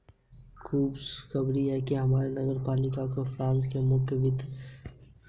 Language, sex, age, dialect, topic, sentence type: Hindi, male, 18-24, Hindustani Malvi Khadi Boli, banking, statement